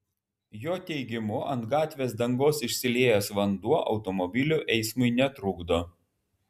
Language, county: Lithuanian, Vilnius